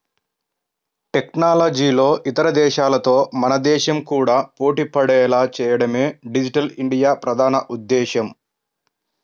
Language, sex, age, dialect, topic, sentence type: Telugu, male, 56-60, Central/Coastal, banking, statement